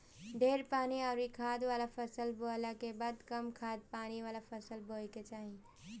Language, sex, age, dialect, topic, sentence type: Bhojpuri, female, 18-24, Northern, agriculture, statement